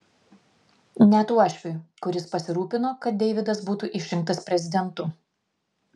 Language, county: Lithuanian, Vilnius